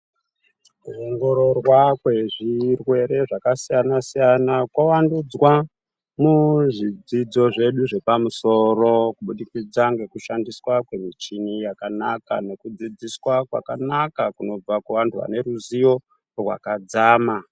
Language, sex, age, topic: Ndau, male, 50+, education